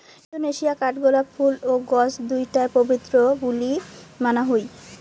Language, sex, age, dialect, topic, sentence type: Bengali, male, 18-24, Rajbangshi, agriculture, statement